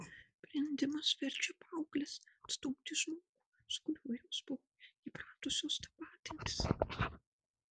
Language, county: Lithuanian, Marijampolė